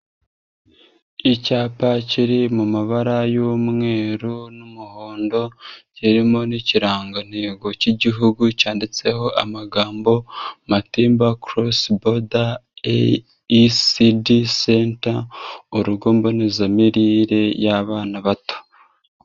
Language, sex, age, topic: Kinyarwanda, male, 25-35, health